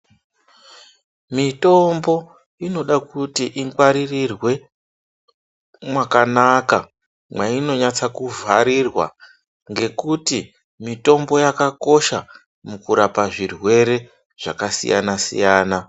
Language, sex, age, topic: Ndau, male, 36-49, health